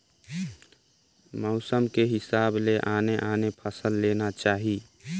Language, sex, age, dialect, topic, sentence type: Chhattisgarhi, male, 18-24, Northern/Bhandar, agriculture, statement